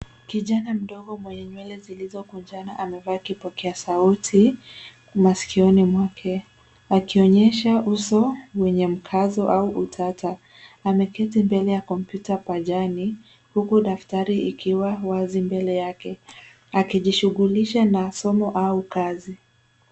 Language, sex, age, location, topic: Swahili, female, 25-35, Nairobi, education